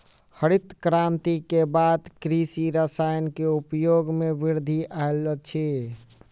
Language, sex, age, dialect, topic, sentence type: Maithili, male, 18-24, Southern/Standard, agriculture, statement